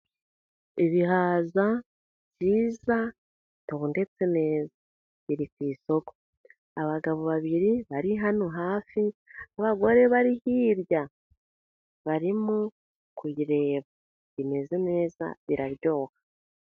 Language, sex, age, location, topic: Kinyarwanda, female, 50+, Musanze, agriculture